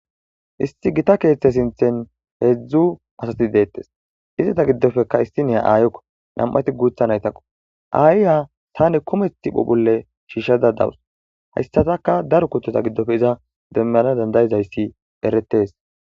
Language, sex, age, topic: Gamo, male, 25-35, agriculture